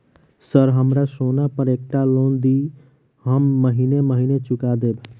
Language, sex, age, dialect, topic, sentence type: Maithili, male, 46-50, Southern/Standard, banking, question